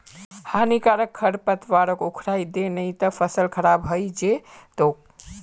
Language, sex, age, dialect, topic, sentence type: Magahi, female, 25-30, Northeastern/Surjapuri, agriculture, statement